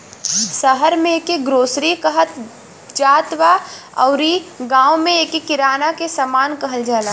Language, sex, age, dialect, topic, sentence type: Bhojpuri, female, 18-24, Western, agriculture, statement